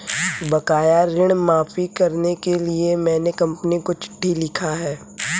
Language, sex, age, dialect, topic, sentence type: Hindi, male, 18-24, Kanauji Braj Bhasha, banking, statement